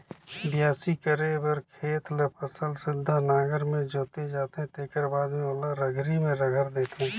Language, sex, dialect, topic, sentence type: Chhattisgarhi, male, Northern/Bhandar, agriculture, statement